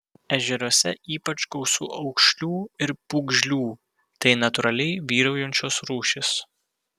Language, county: Lithuanian, Vilnius